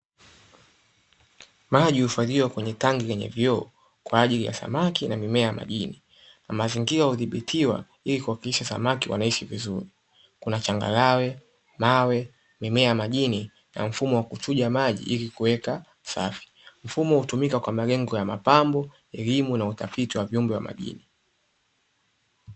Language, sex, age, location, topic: Swahili, male, 18-24, Dar es Salaam, agriculture